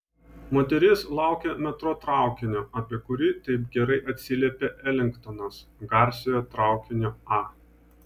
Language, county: Lithuanian, Vilnius